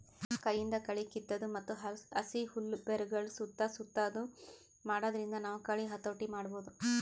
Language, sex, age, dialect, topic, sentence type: Kannada, female, 18-24, Northeastern, agriculture, statement